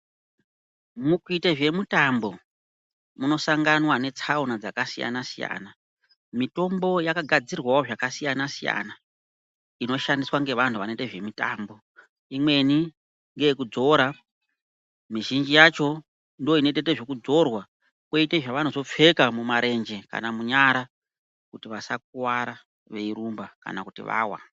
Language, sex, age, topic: Ndau, female, 50+, health